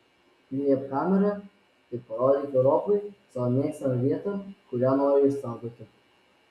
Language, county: Lithuanian, Vilnius